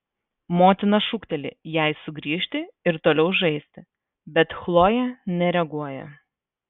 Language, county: Lithuanian, Vilnius